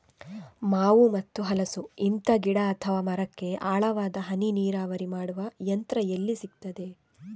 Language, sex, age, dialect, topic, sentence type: Kannada, female, 46-50, Coastal/Dakshin, agriculture, question